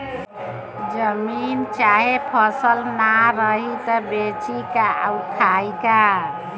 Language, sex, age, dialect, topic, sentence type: Bhojpuri, female, 51-55, Northern, banking, statement